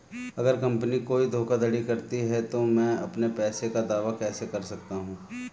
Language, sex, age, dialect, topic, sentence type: Hindi, male, 36-40, Marwari Dhudhari, banking, question